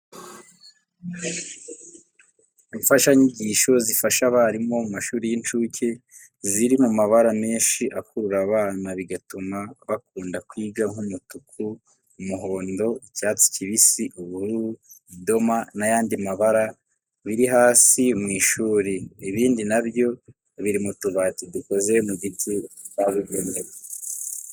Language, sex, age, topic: Kinyarwanda, male, 18-24, education